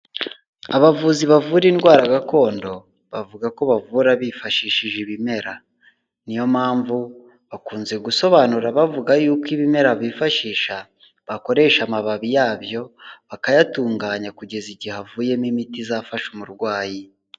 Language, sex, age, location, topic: Kinyarwanda, male, 18-24, Huye, health